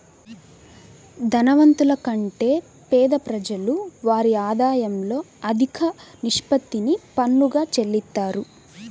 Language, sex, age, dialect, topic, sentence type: Telugu, female, 18-24, Central/Coastal, banking, statement